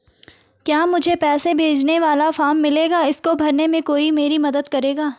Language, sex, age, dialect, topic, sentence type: Hindi, female, 18-24, Garhwali, banking, question